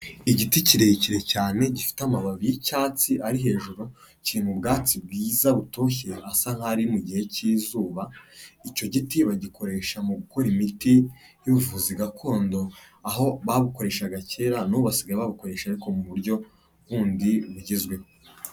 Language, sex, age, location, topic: Kinyarwanda, male, 25-35, Kigali, health